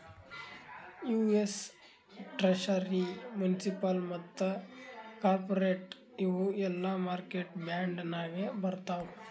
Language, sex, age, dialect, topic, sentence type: Kannada, male, 18-24, Northeastern, banking, statement